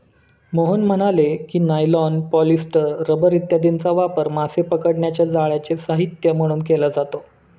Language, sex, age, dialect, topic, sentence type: Marathi, male, 25-30, Standard Marathi, agriculture, statement